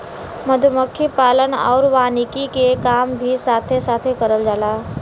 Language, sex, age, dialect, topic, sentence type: Bhojpuri, female, 18-24, Western, agriculture, statement